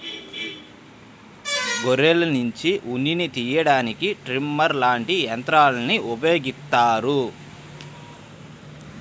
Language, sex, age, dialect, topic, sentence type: Telugu, male, 31-35, Central/Coastal, agriculture, statement